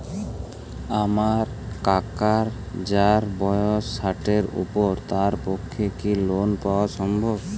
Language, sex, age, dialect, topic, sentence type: Bengali, male, 46-50, Jharkhandi, banking, statement